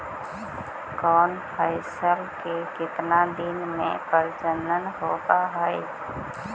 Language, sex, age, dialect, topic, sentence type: Magahi, female, 60-100, Central/Standard, agriculture, question